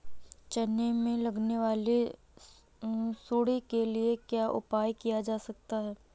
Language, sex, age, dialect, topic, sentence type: Hindi, female, 31-35, Awadhi Bundeli, agriculture, question